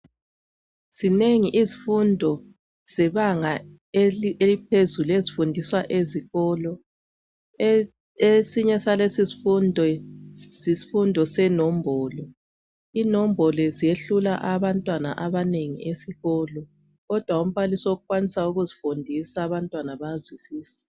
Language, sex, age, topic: North Ndebele, female, 36-49, education